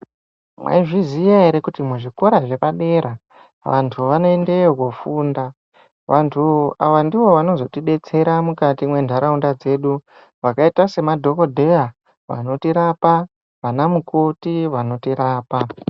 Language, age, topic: Ndau, 18-24, education